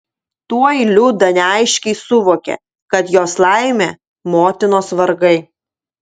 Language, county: Lithuanian, Utena